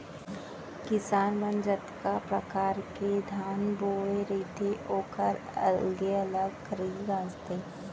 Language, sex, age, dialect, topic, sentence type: Chhattisgarhi, female, 25-30, Central, agriculture, statement